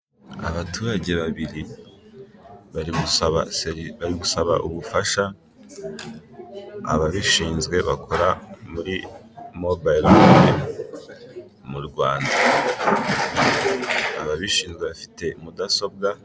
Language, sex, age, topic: Kinyarwanda, male, 18-24, finance